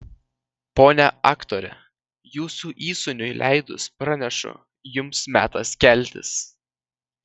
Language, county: Lithuanian, Vilnius